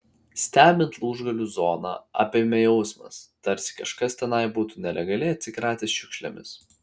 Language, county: Lithuanian, Vilnius